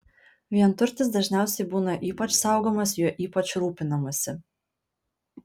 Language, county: Lithuanian, Panevėžys